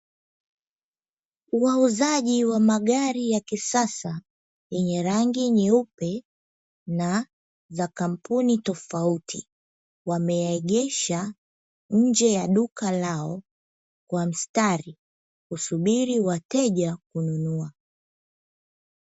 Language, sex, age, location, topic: Swahili, female, 25-35, Dar es Salaam, finance